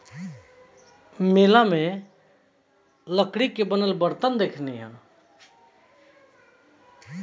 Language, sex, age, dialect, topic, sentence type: Bhojpuri, male, 25-30, Southern / Standard, agriculture, statement